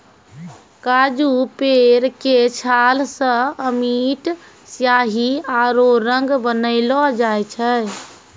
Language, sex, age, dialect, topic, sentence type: Maithili, female, 25-30, Angika, agriculture, statement